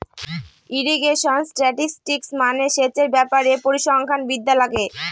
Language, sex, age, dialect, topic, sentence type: Bengali, female, 25-30, Northern/Varendri, agriculture, statement